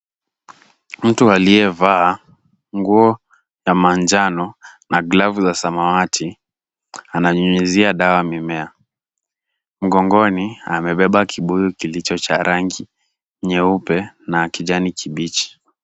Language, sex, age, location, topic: Swahili, male, 18-24, Kisumu, health